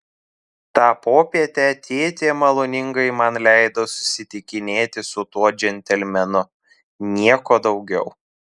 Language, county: Lithuanian, Telšiai